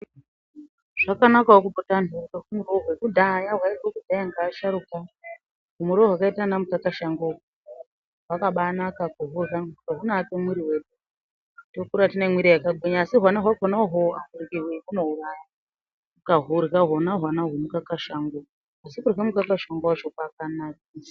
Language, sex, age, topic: Ndau, female, 25-35, health